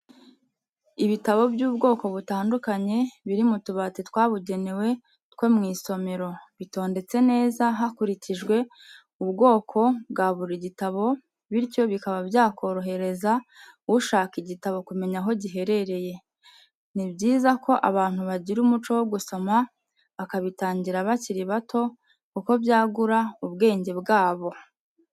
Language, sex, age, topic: Kinyarwanda, female, 25-35, education